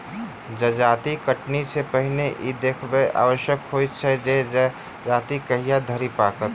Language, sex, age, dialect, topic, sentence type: Maithili, male, 36-40, Southern/Standard, agriculture, statement